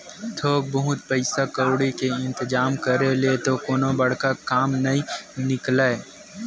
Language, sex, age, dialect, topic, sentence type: Chhattisgarhi, male, 18-24, Western/Budati/Khatahi, banking, statement